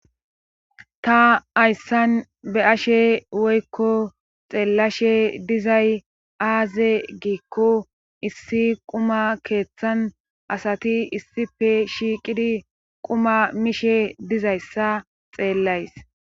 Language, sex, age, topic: Gamo, female, 25-35, government